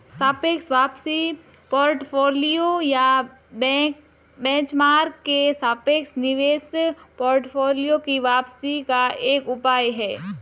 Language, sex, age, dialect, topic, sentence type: Hindi, female, 18-24, Marwari Dhudhari, banking, statement